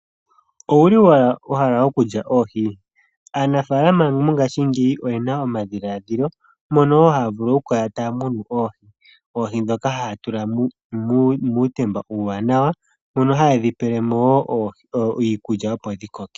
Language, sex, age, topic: Oshiwambo, female, 25-35, agriculture